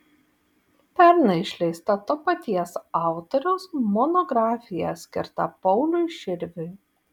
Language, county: Lithuanian, Vilnius